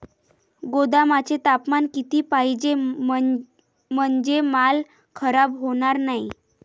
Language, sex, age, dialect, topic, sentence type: Marathi, female, 18-24, Varhadi, agriculture, question